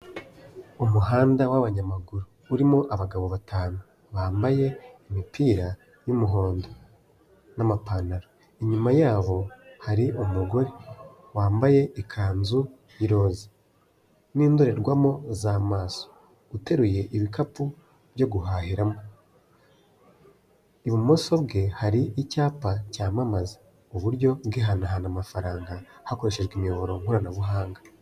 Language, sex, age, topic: Kinyarwanda, male, 18-24, finance